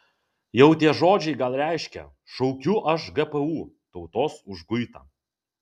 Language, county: Lithuanian, Kaunas